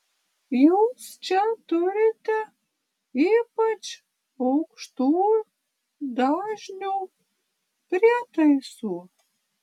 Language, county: Lithuanian, Panevėžys